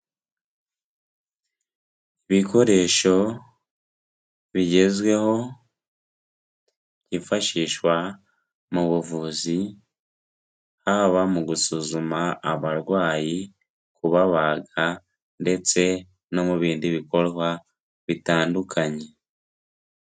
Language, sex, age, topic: Kinyarwanda, male, 18-24, health